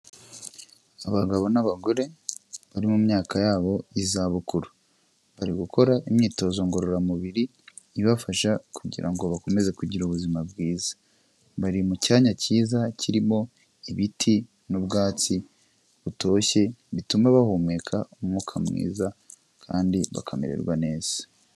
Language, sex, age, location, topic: Kinyarwanda, male, 25-35, Kigali, health